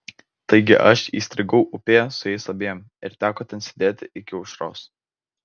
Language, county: Lithuanian, Vilnius